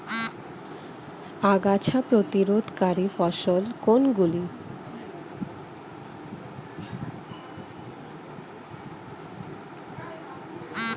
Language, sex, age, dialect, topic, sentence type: Bengali, female, 25-30, Standard Colloquial, agriculture, question